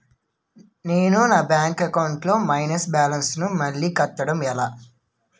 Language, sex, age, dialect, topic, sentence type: Telugu, male, 18-24, Utterandhra, banking, question